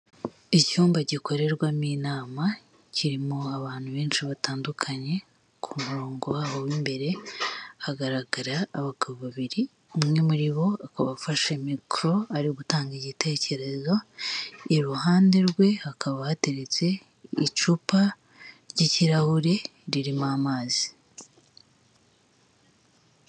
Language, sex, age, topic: Kinyarwanda, male, 36-49, government